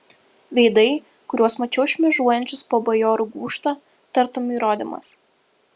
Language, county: Lithuanian, Vilnius